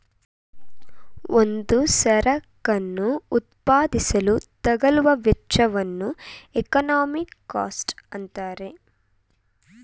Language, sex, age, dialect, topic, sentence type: Kannada, female, 18-24, Mysore Kannada, banking, statement